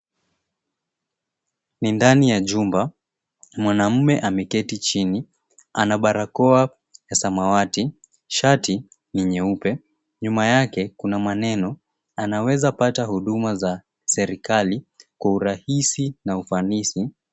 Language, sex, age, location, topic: Swahili, male, 18-24, Mombasa, government